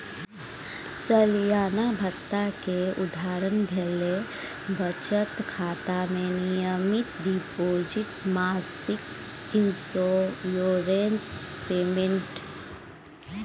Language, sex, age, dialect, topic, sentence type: Maithili, female, 36-40, Bajjika, banking, statement